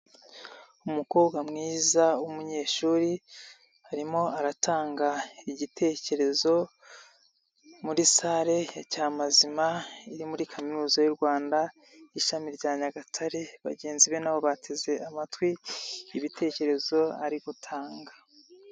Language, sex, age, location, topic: Kinyarwanda, male, 25-35, Nyagatare, government